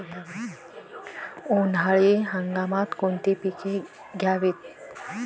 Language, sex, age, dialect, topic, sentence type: Marathi, female, 18-24, Standard Marathi, agriculture, question